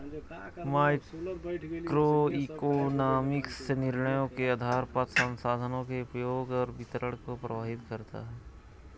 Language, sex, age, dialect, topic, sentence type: Hindi, male, 18-24, Awadhi Bundeli, banking, statement